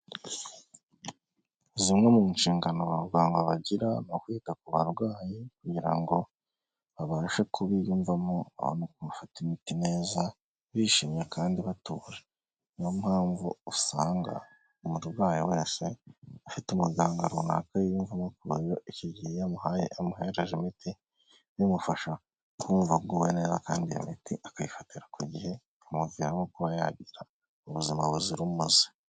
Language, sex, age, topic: Kinyarwanda, male, 25-35, health